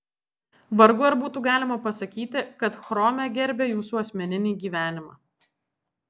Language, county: Lithuanian, Alytus